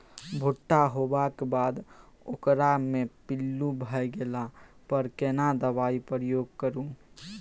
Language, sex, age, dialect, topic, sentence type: Maithili, male, 18-24, Bajjika, agriculture, question